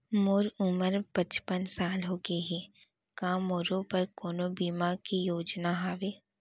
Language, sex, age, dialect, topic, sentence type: Chhattisgarhi, female, 60-100, Central, banking, question